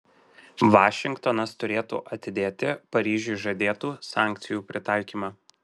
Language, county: Lithuanian, Marijampolė